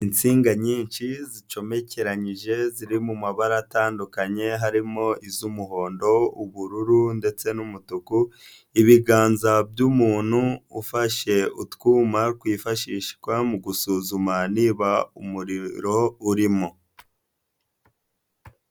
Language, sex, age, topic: Kinyarwanda, male, 25-35, government